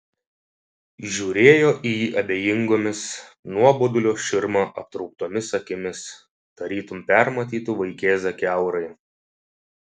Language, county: Lithuanian, Šiauliai